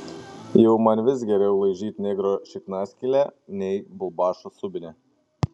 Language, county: Lithuanian, Panevėžys